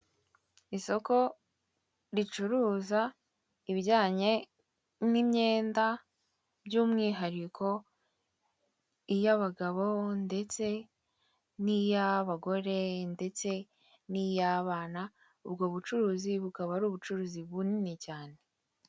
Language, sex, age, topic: Kinyarwanda, female, 18-24, finance